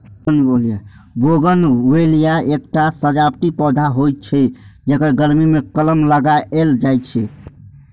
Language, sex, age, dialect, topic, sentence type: Maithili, male, 46-50, Eastern / Thethi, agriculture, statement